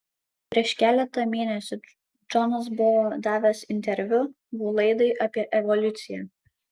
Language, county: Lithuanian, Kaunas